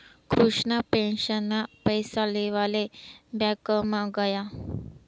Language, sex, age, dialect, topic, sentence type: Marathi, female, 25-30, Northern Konkan, banking, statement